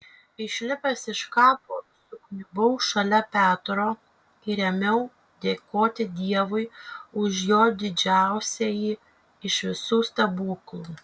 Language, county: Lithuanian, Kaunas